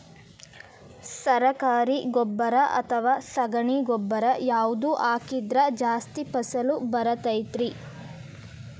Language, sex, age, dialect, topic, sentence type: Kannada, female, 18-24, Dharwad Kannada, agriculture, question